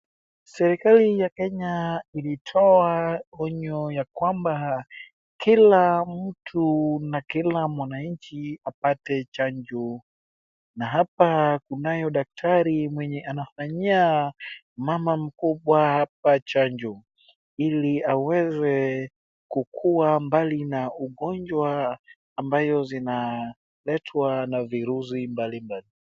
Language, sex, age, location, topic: Swahili, male, 18-24, Wajir, health